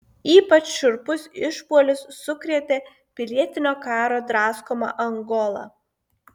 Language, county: Lithuanian, Klaipėda